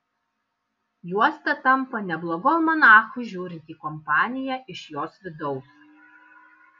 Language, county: Lithuanian, Kaunas